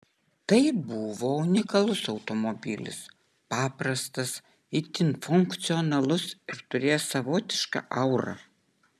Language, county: Lithuanian, Utena